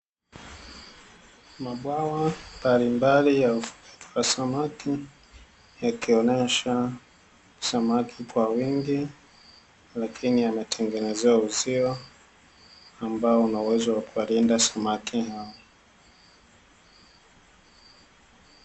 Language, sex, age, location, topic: Swahili, male, 25-35, Dar es Salaam, agriculture